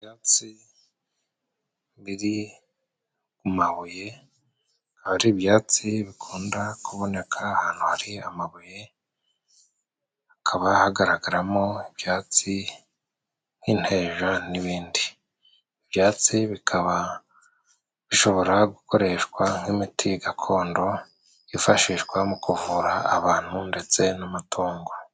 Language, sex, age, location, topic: Kinyarwanda, male, 36-49, Musanze, health